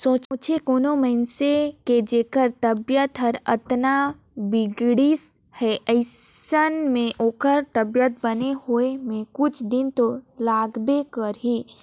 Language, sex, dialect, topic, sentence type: Chhattisgarhi, female, Northern/Bhandar, banking, statement